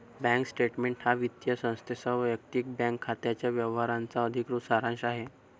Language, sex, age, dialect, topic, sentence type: Marathi, male, 25-30, Northern Konkan, banking, statement